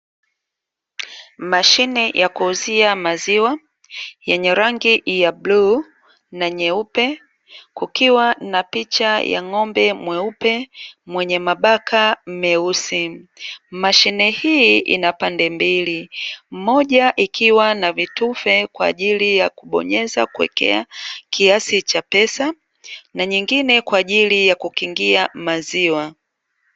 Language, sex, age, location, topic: Swahili, female, 36-49, Dar es Salaam, finance